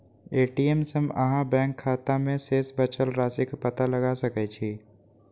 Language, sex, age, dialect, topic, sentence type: Maithili, male, 18-24, Eastern / Thethi, banking, statement